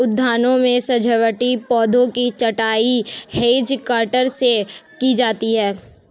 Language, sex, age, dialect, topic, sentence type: Hindi, female, 18-24, Marwari Dhudhari, agriculture, statement